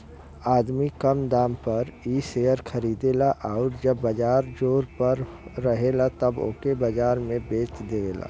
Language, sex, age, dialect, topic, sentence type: Bhojpuri, male, 25-30, Western, banking, statement